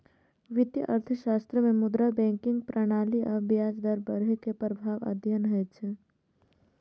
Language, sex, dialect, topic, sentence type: Maithili, female, Eastern / Thethi, banking, statement